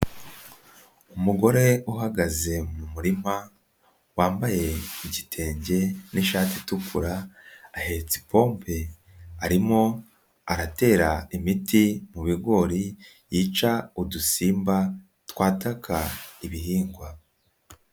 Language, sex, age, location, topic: Kinyarwanda, male, 18-24, Nyagatare, agriculture